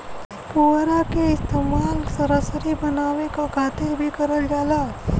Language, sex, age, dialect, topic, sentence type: Bhojpuri, female, 18-24, Western, agriculture, statement